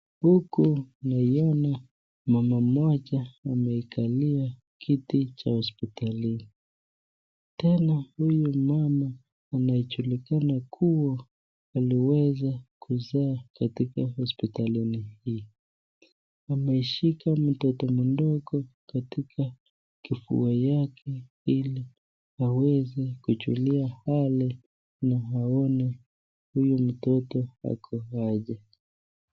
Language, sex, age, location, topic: Swahili, male, 25-35, Nakuru, health